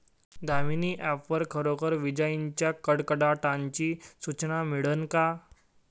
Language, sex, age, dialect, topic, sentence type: Marathi, male, 18-24, Varhadi, agriculture, question